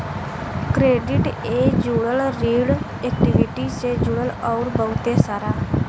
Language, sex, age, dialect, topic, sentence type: Bhojpuri, female, 18-24, Western, banking, statement